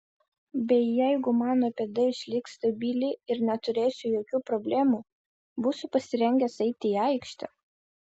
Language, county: Lithuanian, Vilnius